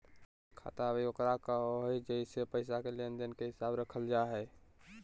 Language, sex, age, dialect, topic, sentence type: Magahi, male, 18-24, Southern, banking, statement